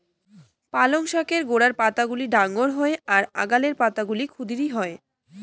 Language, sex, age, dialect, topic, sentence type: Bengali, female, 18-24, Rajbangshi, agriculture, statement